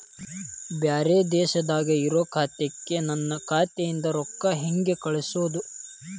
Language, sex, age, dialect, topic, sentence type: Kannada, male, 18-24, Dharwad Kannada, banking, question